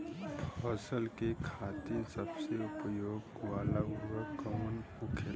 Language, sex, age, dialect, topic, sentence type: Bhojpuri, female, 18-24, Western, agriculture, question